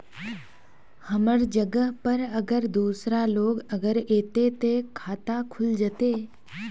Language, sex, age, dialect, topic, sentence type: Magahi, female, 25-30, Northeastern/Surjapuri, banking, question